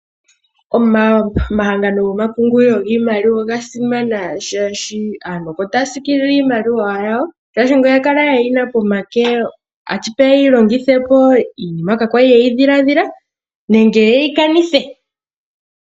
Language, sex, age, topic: Oshiwambo, female, 18-24, finance